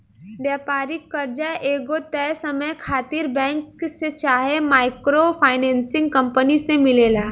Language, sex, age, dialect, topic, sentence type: Bhojpuri, female, 18-24, Southern / Standard, banking, statement